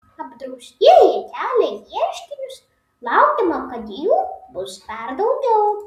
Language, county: Lithuanian, Vilnius